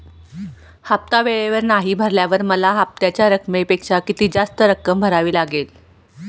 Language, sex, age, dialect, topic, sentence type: Marathi, female, 46-50, Standard Marathi, banking, question